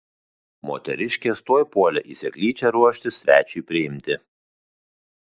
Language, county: Lithuanian, Kaunas